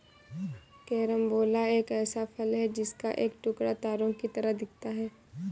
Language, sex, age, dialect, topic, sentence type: Hindi, female, 18-24, Marwari Dhudhari, agriculture, statement